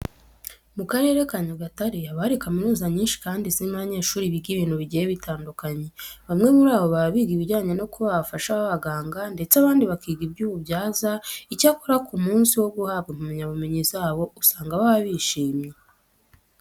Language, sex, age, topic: Kinyarwanda, female, 18-24, education